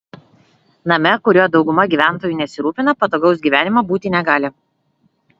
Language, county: Lithuanian, Vilnius